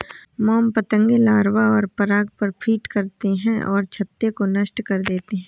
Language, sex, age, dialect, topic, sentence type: Hindi, female, 18-24, Awadhi Bundeli, agriculture, statement